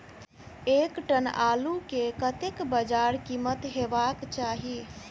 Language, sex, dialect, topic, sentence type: Maithili, male, Southern/Standard, agriculture, question